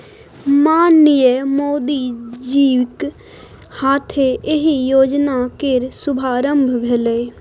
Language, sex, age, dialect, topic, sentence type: Maithili, female, 18-24, Bajjika, banking, statement